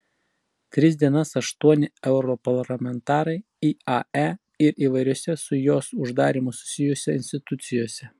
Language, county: Lithuanian, Klaipėda